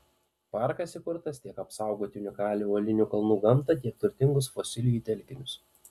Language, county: Lithuanian, Panevėžys